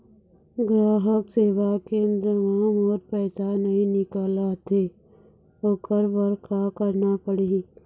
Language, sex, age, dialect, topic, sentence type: Chhattisgarhi, female, 51-55, Eastern, banking, question